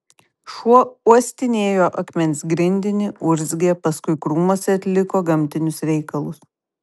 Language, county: Lithuanian, Kaunas